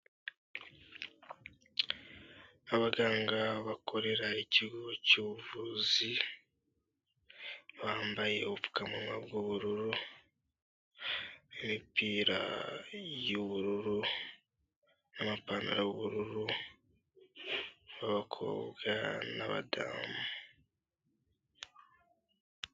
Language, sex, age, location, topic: Kinyarwanda, male, 18-24, Kigali, health